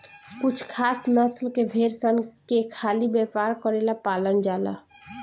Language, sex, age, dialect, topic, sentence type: Bhojpuri, female, 18-24, Southern / Standard, agriculture, statement